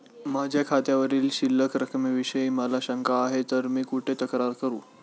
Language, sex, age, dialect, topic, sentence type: Marathi, male, 18-24, Standard Marathi, banking, question